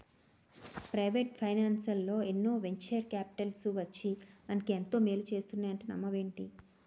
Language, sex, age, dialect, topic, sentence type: Telugu, female, 36-40, Utterandhra, banking, statement